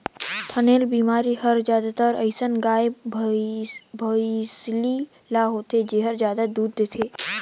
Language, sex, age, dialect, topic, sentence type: Chhattisgarhi, male, 18-24, Northern/Bhandar, agriculture, statement